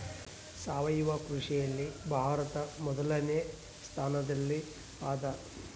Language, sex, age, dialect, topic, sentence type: Kannada, male, 31-35, Central, agriculture, statement